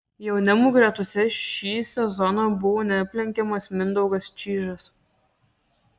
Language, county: Lithuanian, Kaunas